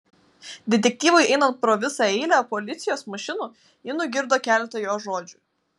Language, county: Lithuanian, Vilnius